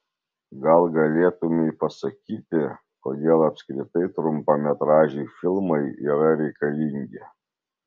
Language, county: Lithuanian, Vilnius